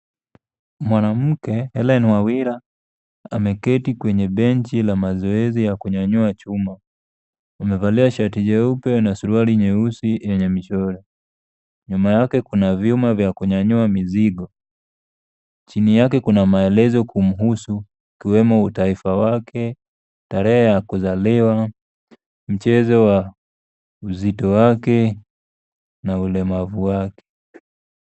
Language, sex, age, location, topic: Swahili, male, 18-24, Kisumu, education